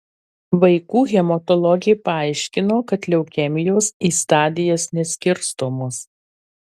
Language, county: Lithuanian, Marijampolė